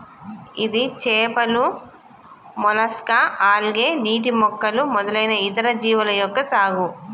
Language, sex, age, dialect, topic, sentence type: Telugu, female, 36-40, Telangana, agriculture, statement